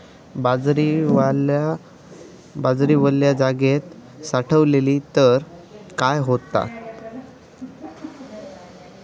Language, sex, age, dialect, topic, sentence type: Marathi, male, 18-24, Southern Konkan, agriculture, question